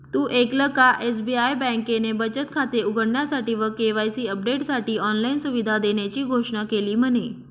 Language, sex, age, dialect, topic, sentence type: Marathi, female, 25-30, Northern Konkan, banking, statement